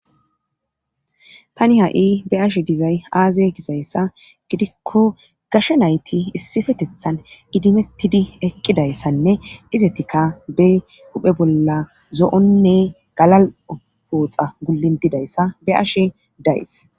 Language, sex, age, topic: Gamo, female, 25-35, government